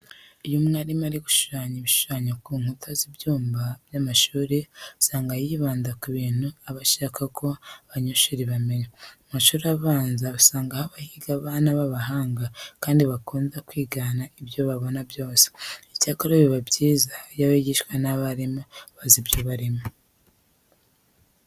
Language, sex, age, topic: Kinyarwanda, female, 36-49, education